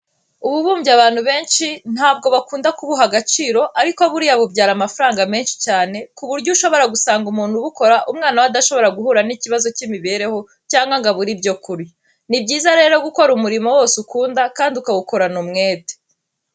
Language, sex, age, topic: Kinyarwanda, female, 18-24, education